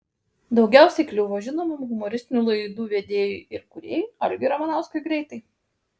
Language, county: Lithuanian, Kaunas